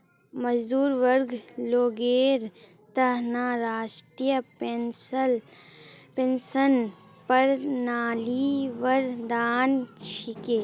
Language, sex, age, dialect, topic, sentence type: Magahi, male, 31-35, Northeastern/Surjapuri, banking, statement